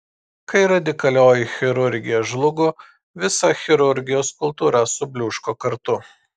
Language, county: Lithuanian, Klaipėda